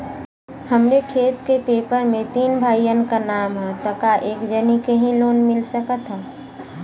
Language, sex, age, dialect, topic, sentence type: Bhojpuri, female, 25-30, Western, banking, question